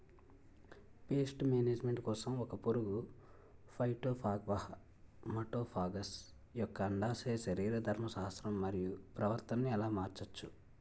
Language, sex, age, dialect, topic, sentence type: Telugu, male, 18-24, Utterandhra, agriculture, question